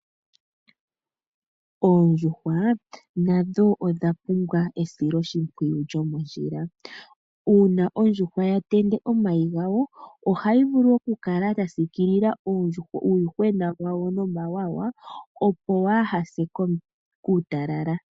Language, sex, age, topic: Oshiwambo, female, 25-35, agriculture